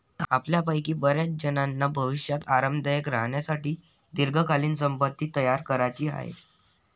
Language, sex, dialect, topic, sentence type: Marathi, male, Varhadi, banking, statement